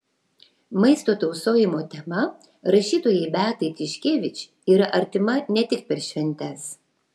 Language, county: Lithuanian, Vilnius